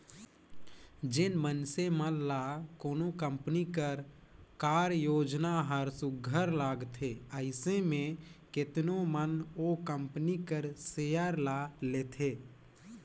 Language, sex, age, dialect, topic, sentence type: Chhattisgarhi, male, 18-24, Northern/Bhandar, banking, statement